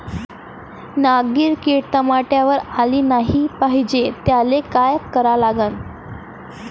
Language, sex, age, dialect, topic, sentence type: Marathi, female, 31-35, Varhadi, agriculture, question